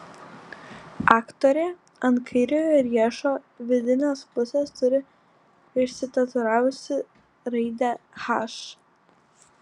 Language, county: Lithuanian, Kaunas